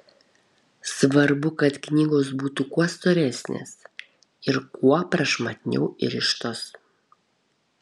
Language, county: Lithuanian, Kaunas